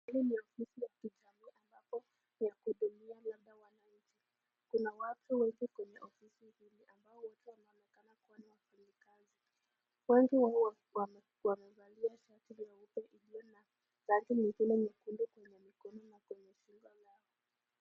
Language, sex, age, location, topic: Swahili, female, 25-35, Nakuru, government